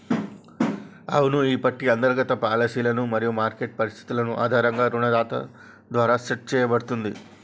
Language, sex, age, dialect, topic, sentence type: Telugu, male, 36-40, Telangana, banking, statement